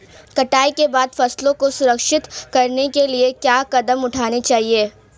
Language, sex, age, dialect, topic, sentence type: Hindi, female, 18-24, Marwari Dhudhari, agriculture, question